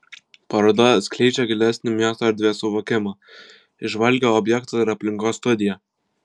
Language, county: Lithuanian, Vilnius